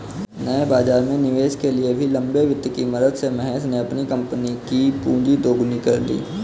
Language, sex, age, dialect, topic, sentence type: Hindi, male, 18-24, Kanauji Braj Bhasha, banking, statement